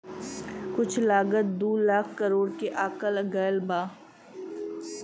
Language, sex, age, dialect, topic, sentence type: Bhojpuri, female, 25-30, Western, agriculture, statement